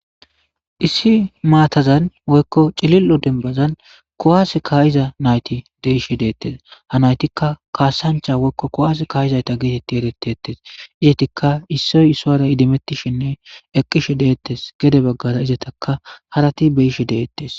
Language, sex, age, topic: Gamo, male, 25-35, government